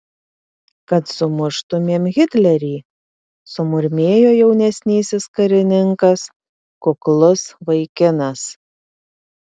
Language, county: Lithuanian, Panevėžys